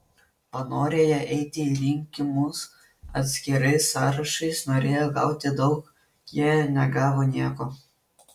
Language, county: Lithuanian, Vilnius